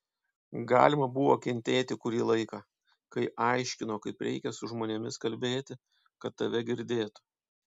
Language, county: Lithuanian, Panevėžys